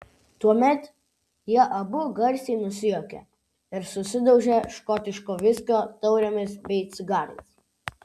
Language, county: Lithuanian, Vilnius